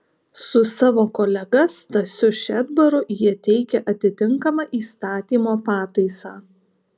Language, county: Lithuanian, Alytus